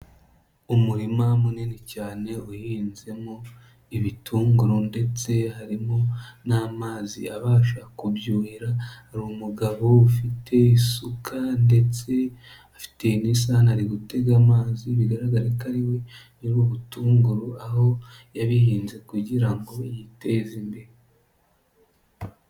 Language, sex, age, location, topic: Kinyarwanda, female, 25-35, Nyagatare, agriculture